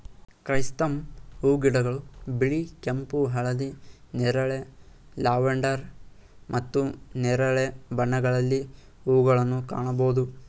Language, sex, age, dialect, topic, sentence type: Kannada, male, 18-24, Mysore Kannada, agriculture, statement